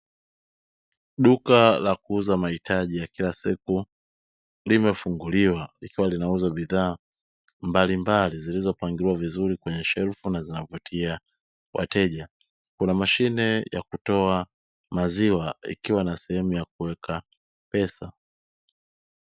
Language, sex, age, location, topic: Swahili, male, 25-35, Dar es Salaam, finance